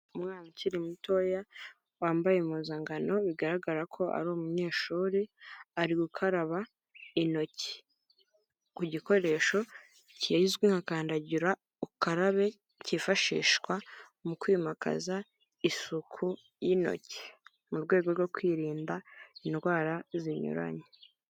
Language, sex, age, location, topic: Kinyarwanda, female, 25-35, Kigali, health